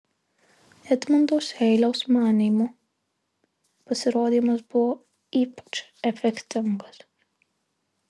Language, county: Lithuanian, Marijampolė